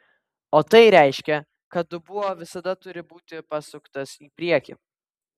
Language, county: Lithuanian, Vilnius